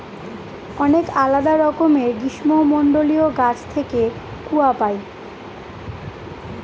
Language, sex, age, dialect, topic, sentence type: Bengali, female, 25-30, Northern/Varendri, agriculture, statement